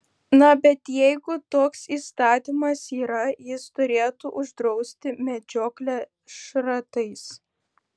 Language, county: Lithuanian, Šiauliai